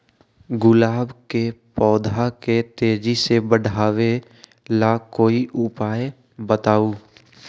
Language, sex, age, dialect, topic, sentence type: Magahi, male, 18-24, Western, agriculture, question